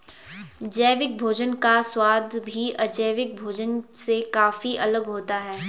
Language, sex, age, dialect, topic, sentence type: Hindi, female, 18-24, Garhwali, agriculture, statement